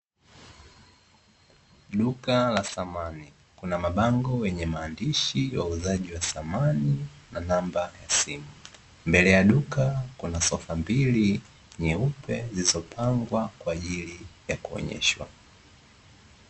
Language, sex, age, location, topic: Swahili, male, 18-24, Dar es Salaam, finance